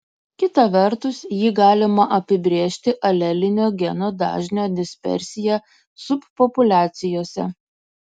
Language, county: Lithuanian, Kaunas